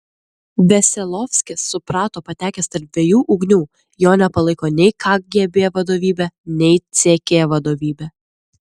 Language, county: Lithuanian, Klaipėda